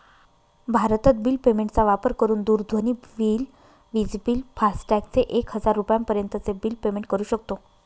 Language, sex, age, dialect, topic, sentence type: Marathi, female, 25-30, Northern Konkan, banking, statement